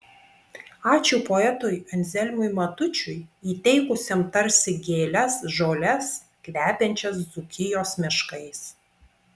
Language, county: Lithuanian, Vilnius